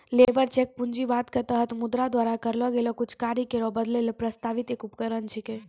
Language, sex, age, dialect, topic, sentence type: Maithili, female, 18-24, Angika, agriculture, statement